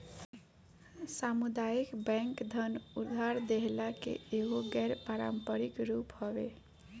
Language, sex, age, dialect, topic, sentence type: Bhojpuri, female, 25-30, Northern, banking, statement